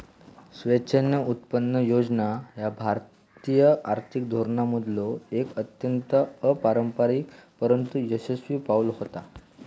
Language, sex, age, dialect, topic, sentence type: Marathi, male, 18-24, Southern Konkan, banking, statement